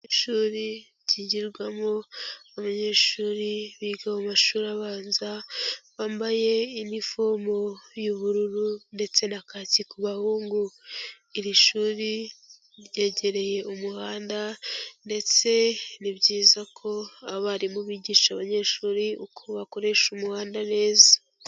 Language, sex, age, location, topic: Kinyarwanda, female, 18-24, Kigali, education